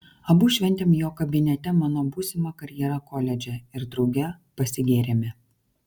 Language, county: Lithuanian, Kaunas